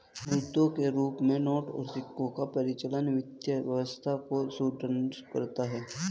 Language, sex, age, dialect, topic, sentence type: Hindi, male, 18-24, Hindustani Malvi Khadi Boli, banking, statement